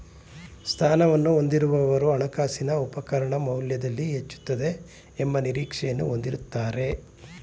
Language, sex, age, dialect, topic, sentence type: Kannada, male, 46-50, Mysore Kannada, banking, statement